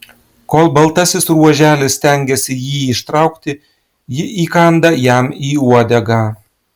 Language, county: Lithuanian, Klaipėda